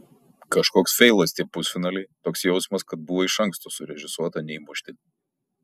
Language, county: Lithuanian, Kaunas